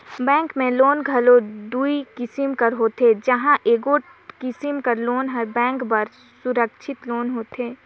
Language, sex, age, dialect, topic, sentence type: Chhattisgarhi, female, 18-24, Northern/Bhandar, banking, statement